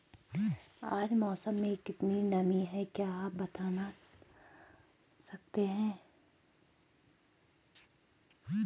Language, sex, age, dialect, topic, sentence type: Hindi, female, 18-24, Garhwali, agriculture, question